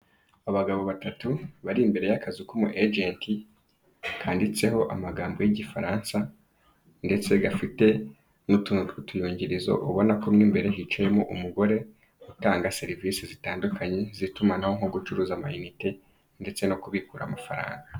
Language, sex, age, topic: Kinyarwanda, male, 25-35, finance